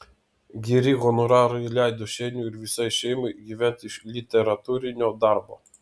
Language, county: Lithuanian, Vilnius